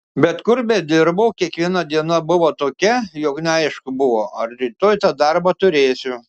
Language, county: Lithuanian, Šiauliai